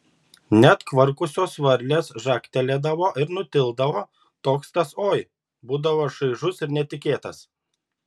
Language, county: Lithuanian, Šiauliai